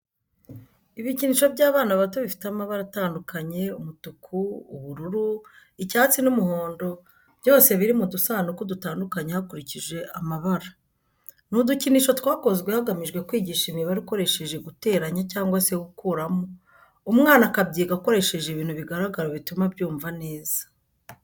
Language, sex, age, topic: Kinyarwanda, female, 50+, education